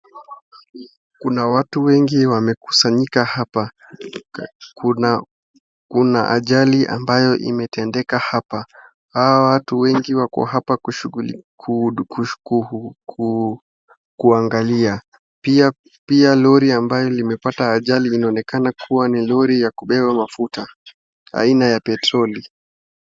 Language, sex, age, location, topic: Swahili, male, 18-24, Wajir, health